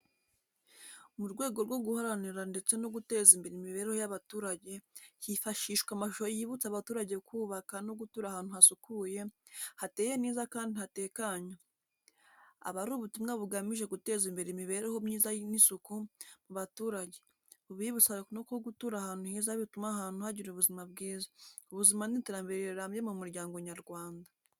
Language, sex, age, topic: Kinyarwanda, female, 18-24, education